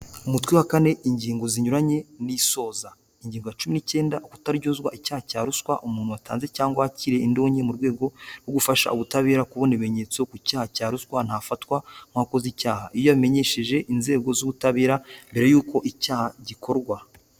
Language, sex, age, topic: Kinyarwanda, male, 18-24, government